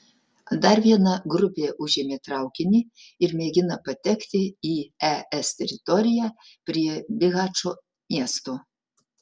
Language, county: Lithuanian, Utena